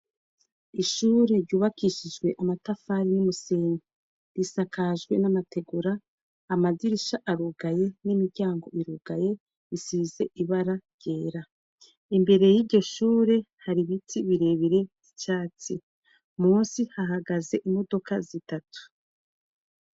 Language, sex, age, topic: Rundi, female, 36-49, education